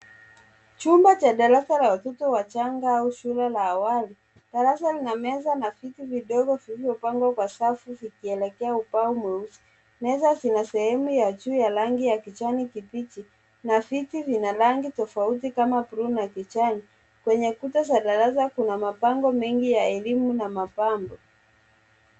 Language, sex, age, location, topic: Swahili, male, 25-35, Nairobi, education